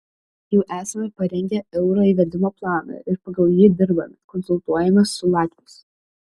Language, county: Lithuanian, Šiauliai